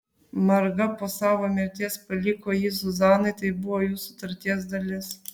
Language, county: Lithuanian, Vilnius